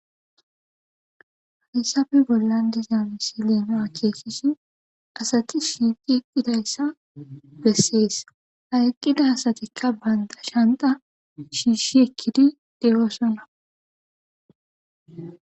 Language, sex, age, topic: Gamo, female, 18-24, government